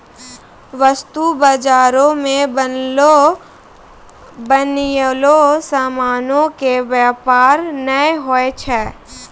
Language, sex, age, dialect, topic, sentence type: Maithili, female, 18-24, Angika, banking, statement